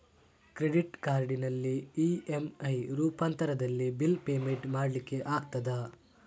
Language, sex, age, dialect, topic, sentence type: Kannada, male, 36-40, Coastal/Dakshin, banking, question